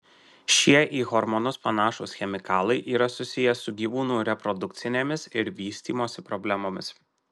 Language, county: Lithuanian, Marijampolė